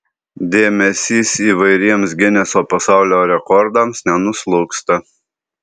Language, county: Lithuanian, Alytus